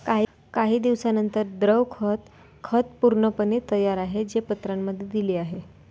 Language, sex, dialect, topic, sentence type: Marathi, female, Varhadi, agriculture, statement